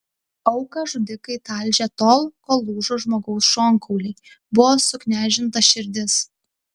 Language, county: Lithuanian, Tauragė